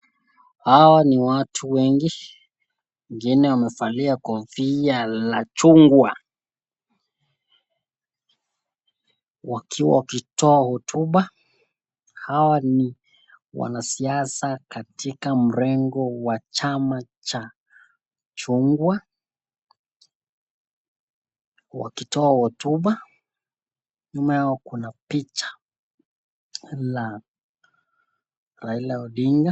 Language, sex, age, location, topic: Swahili, male, 25-35, Nakuru, government